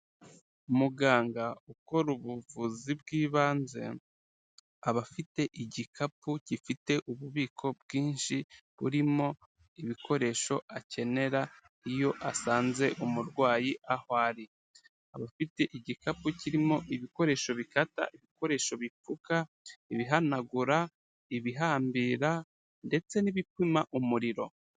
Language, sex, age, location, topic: Kinyarwanda, male, 36-49, Kigali, health